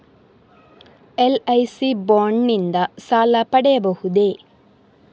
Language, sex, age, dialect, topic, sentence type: Kannada, female, 31-35, Coastal/Dakshin, banking, question